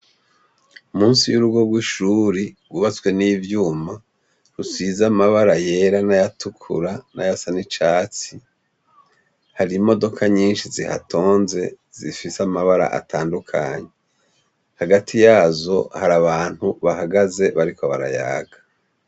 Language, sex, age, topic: Rundi, male, 50+, education